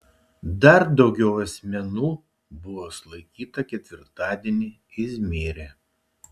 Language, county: Lithuanian, Šiauliai